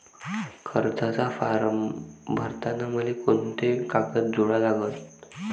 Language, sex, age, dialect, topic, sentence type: Marathi, male, <18, Varhadi, banking, question